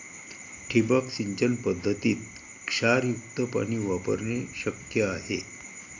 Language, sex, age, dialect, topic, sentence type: Marathi, male, 31-35, Varhadi, agriculture, statement